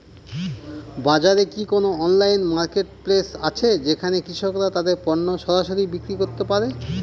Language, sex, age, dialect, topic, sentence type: Bengali, male, 36-40, Northern/Varendri, agriculture, statement